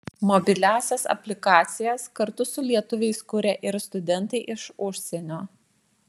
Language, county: Lithuanian, Vilnius